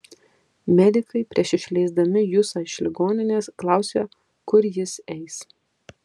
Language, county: Lithuanian, Kaunas